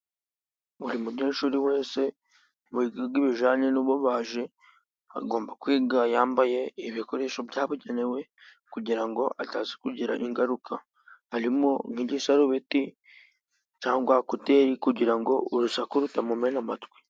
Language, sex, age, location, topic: Kinyarwanda, female, 36-49, Musanze, education